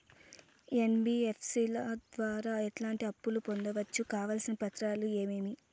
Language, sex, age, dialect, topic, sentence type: Telugu, female, 18-24, Southern, banking, question